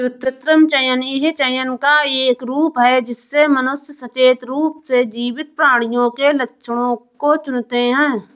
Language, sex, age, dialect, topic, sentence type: Hindi, female, 31-35, Awadhi Bundeli, agriculture, statement